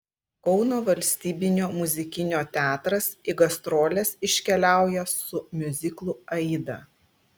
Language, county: Lithuanian, Klaipėda